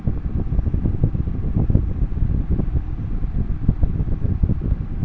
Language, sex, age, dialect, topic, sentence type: Bengali, female, 18-24, Rajbangshi, banking, question